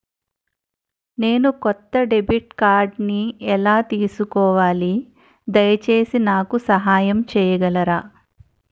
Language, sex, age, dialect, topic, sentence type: Telugu, female, 41-45, Utterandhra, banking, question